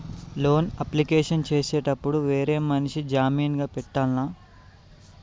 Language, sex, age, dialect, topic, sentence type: Telugu, male, 18-24, Telangana, banking, question